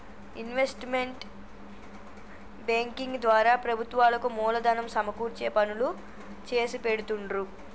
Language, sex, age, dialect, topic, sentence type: Telugu, female, 25-30, Telangana, banking, statement